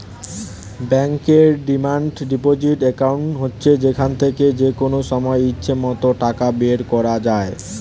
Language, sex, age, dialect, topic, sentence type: Bengali, male, 18-24, Standard Colloquial, banking, statement